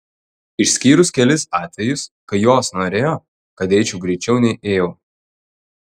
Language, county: Lithuanian, Telšiai